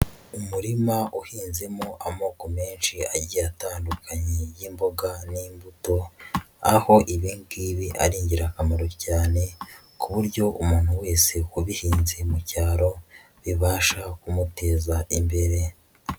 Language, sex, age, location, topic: Kinyarwanda, female, 25-35, Huye, agriculture